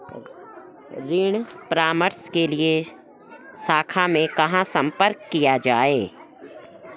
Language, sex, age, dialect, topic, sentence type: Hindi, female, 56-60, Garhwali, banking, statement